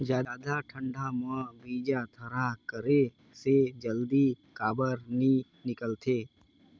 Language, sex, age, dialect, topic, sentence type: Chhattisgarhi, male, 25-30, Northern/Bhandar, agriculture, question